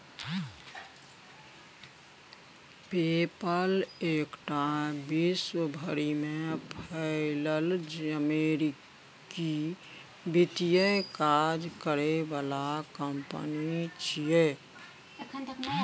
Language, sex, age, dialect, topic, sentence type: Maithili, female, 56-60, Bajjika, banking, statement